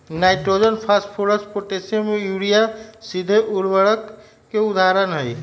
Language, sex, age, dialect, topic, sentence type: Magahi, male, 51-55, Western, agriculture, statement